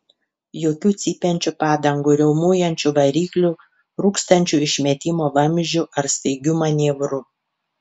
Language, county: Lithuanian, Panevėžys